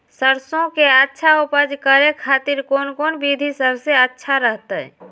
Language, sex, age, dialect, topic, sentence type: Magahi, female, 46-50, Southern, agriculture, question